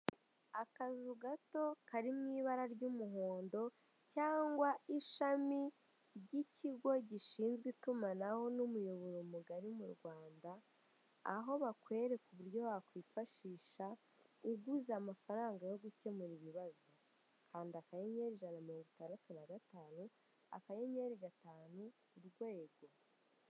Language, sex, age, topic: Kinyarwanda, female, 18-24, finance